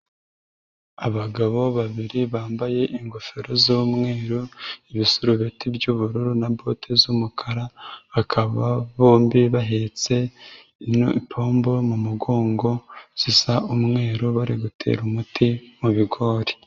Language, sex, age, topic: Kinyarwanda, female, 36-49, agriculture